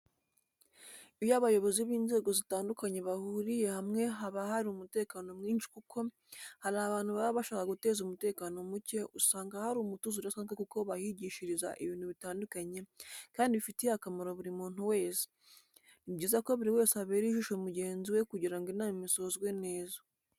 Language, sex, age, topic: Kinyarwanda, female, 18-24, education